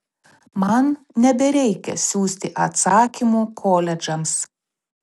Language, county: Lithuanian, Telšiai